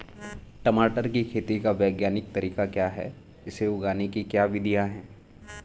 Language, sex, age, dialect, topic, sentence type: Hindi, male, 18-24, Garhwali, agriculture, question